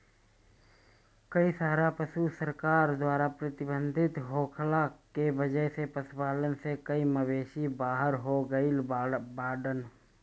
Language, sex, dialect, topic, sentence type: Bhojpuri, male, Northern, agriculture, statement